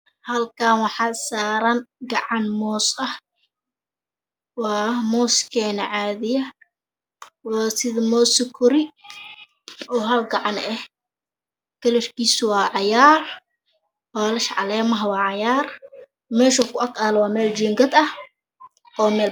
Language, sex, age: Somali, female, 18-24